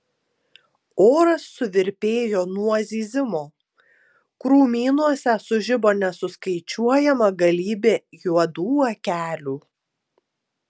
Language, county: Lithuanian, Tauragė